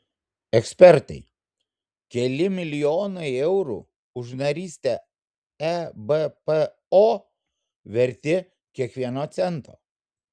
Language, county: Lithuanian, Vilnius